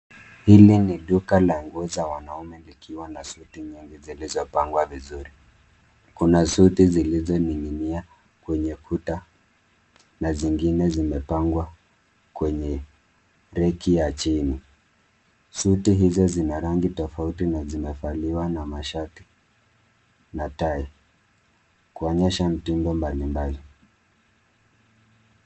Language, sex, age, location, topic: Swahili, male, 25-35, Nairobi, finance